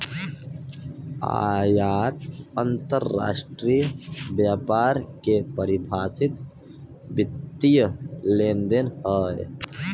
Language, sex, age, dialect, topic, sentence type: Bhojpuri, male, 60-100, Western, banking, statement